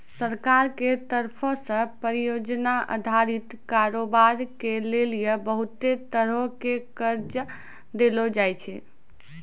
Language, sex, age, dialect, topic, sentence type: Maithili, female, 56-60, Angika, banking, statement